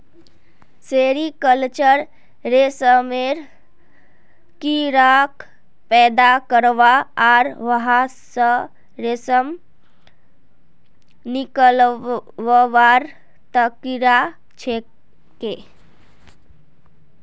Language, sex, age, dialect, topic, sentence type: Magahi, female, 18-24, Northeastern/Surjapuri, agriculture, statement